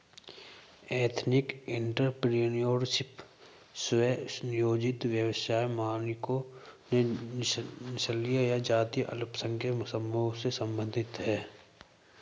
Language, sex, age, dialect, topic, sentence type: Hindi, male, 18-24, Hindustani Malvi Khadi Boli, banking, statement